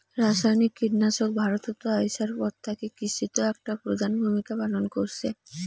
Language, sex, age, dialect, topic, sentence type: Bengali, female, 18-24, Rajbangshi, agriculture, statement